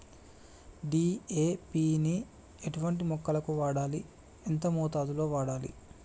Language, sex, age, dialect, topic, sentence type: Telugu, male, 25-30, Telangana, agriculture, question